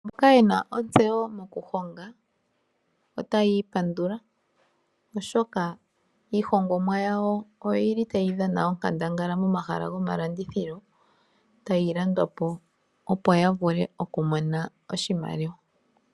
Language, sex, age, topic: Oshiwambo, female, 25-35, finance